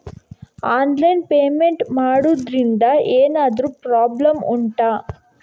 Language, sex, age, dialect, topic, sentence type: Kannada, female, 51-55, Coastal/Dakshin, banking, question